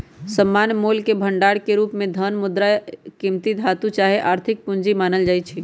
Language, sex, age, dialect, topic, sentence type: Magahi, male, 31-35, Western, banking, statement